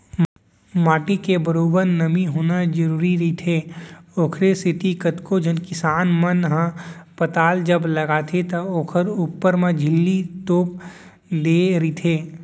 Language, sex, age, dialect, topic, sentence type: Chhattisgarhi, male, 18-24, Central, agriculture, statement